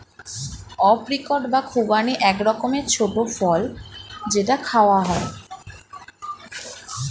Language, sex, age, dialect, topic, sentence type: Bengali, female, 18-24, Standard Colloquial, agriculture, statement